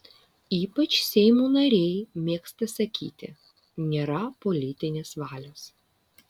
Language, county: Lithuanian, Vilnius